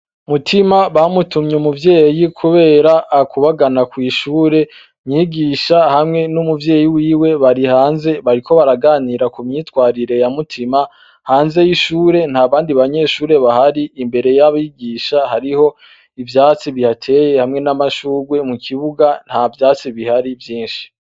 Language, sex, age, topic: Rundi, male, 25-35, education